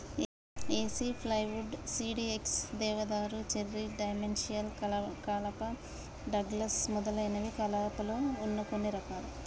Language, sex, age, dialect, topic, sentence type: Telugu, female, 25-30, Telangana, agriculture, statement